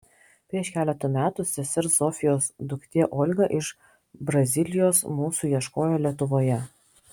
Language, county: Lithuanian, Telšiai